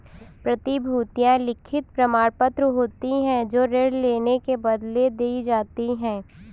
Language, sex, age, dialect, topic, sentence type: Hindi, female, 18-24, Kanauji Braj Bhasha, banking, statement